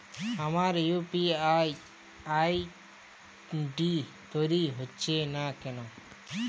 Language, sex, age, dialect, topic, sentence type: Bengali, male, 18-24, Jharkhandi, banking, question